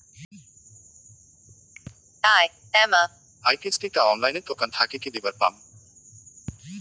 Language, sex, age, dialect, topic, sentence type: Bengali, male, 18-24, Rajbangshi, banking, question